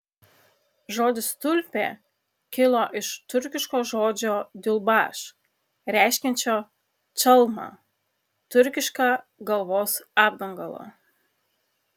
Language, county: Lithuanian, Kaunas